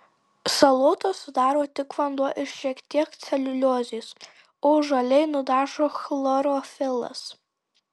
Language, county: Lithuanian, Tauragė